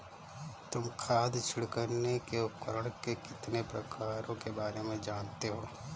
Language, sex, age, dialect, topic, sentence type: Hindi, male, 25-30, Kanauji Braj Bhasha, agriculture, statement